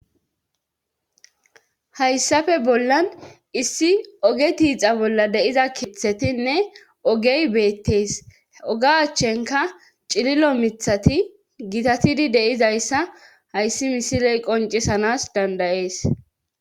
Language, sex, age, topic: Gamo, female, 25-35, government